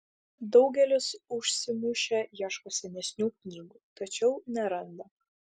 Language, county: Lithuanian, Šiauliai